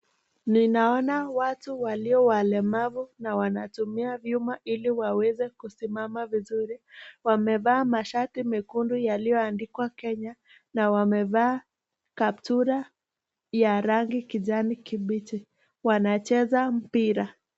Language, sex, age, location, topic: Swahili, female, 18-24, Nakuru, education